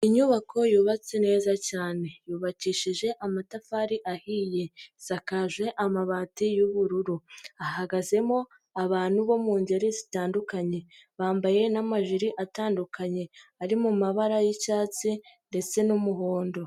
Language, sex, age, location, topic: Kinyarwanda, female, 50+, Nyagatare, education